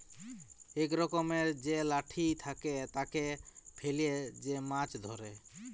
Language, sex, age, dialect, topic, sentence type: Bengali, male, 25-30, Jharkhandi, agriculture, statement